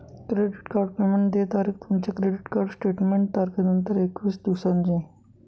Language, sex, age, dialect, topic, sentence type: Marathi, male, 56-60, Northern Konkan, banking, statement